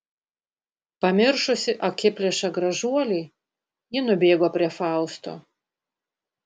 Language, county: Lithuanian, Panevėžys